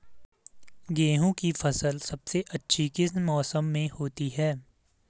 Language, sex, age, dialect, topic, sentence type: Hindi, male, 18-24, Garhwali, agriculture, question